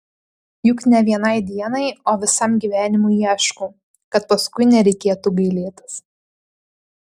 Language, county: Lithuanian, Panevėžys